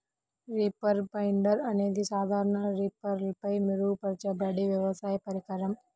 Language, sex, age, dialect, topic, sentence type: Telugu, female, 18-24, Central/Coastal, agriculture, statement